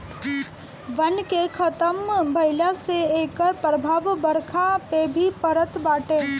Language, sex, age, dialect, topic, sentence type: Bhojpuri, female, 18-24, Northern, agriculture, statement